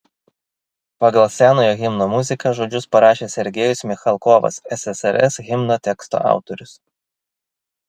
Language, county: Lithuanian, Vilnius